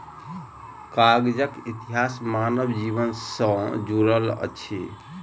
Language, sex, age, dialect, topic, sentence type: Maithili, male, 31-35, Southern/Standard, agriculture, statement